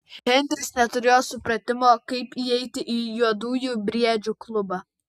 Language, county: Lithuanian, Vilnius